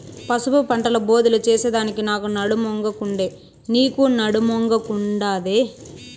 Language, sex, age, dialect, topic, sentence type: Telugu, female, 18-24, Southern, agriculture, statement